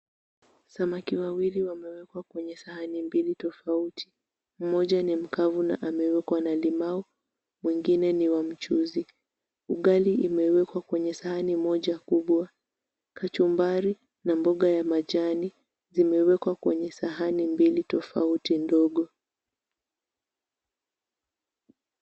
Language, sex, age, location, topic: Swahili, female, 18-24, Mombasa, agriculture